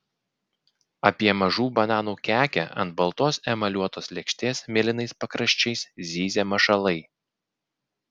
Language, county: Lithuanian, Klaipėda